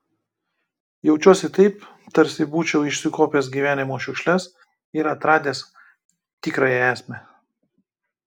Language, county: Lithuanian, Kaunas